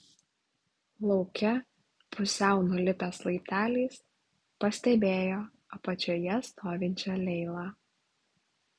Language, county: Lithuanian, Klaipėda